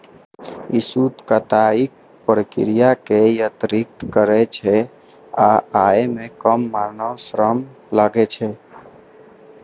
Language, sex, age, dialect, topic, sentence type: Maithili, male, 18-24, Eastern / Thethi, agriculture, statement